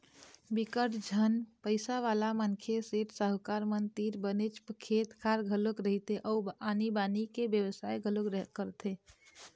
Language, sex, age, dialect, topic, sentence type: Chhattisgarhi, female, 25-30, Eastern, banking, statement